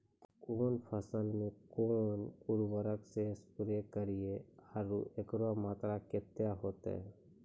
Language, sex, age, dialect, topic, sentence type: Maithili, male, 25-30, Angika, agriculture, question